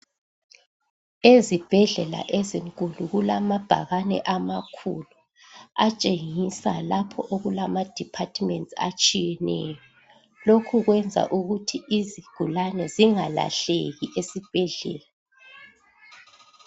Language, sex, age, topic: North Ndebele, female, 36-49, health